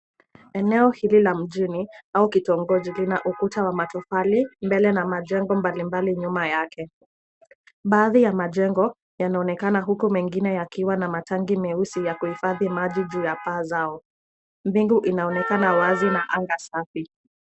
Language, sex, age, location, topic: Swahili, female, 18-24, Nairobi, government